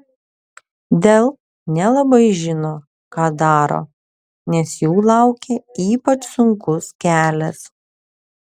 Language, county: Lithuanian, Vilnius